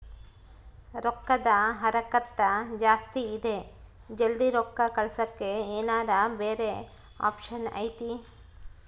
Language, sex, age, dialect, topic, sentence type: Kannada, female, 36-40, Central, banking, question